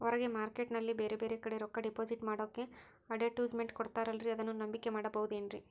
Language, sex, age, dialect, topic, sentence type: Kannada, female, 51-55, Central, banking, question